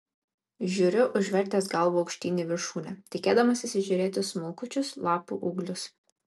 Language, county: Lithuanian, Kaunas